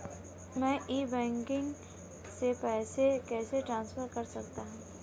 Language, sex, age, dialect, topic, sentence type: Hindi, female, 18-24, Marwari Dhudhari, banking, question